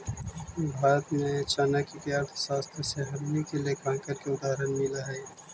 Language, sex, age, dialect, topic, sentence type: Magahi, male, 18-24, Central/Standard, agriculture, statement